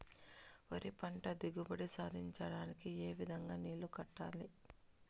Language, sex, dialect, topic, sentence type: Telugu, female, Southern, agriculture, question